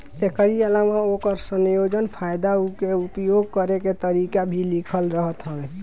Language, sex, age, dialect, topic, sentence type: Bhojpuri, male, 18-24, Northern, banking, statement